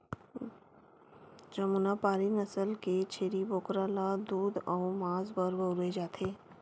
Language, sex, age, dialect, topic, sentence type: Chhattisgarhi, female, 18-24, Western/Budati/Khatahi, agriculture, statement